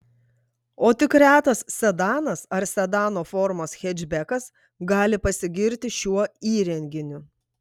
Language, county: Lithuanian, Klaipėda